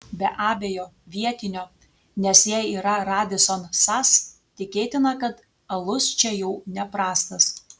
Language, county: Lithuanian, Telšiai